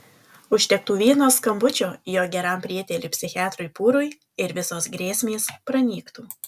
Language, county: Lithuanian, Alytus